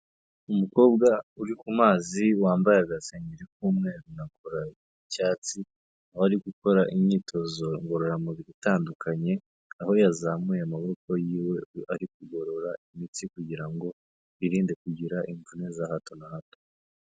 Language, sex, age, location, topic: Kinyarwanda, male, 18-24, Kigali, health